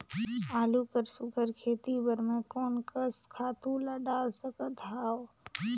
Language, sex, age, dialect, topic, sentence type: Chhattisgarhi, female, 41-45, Northern/Bhandar, agriculture, question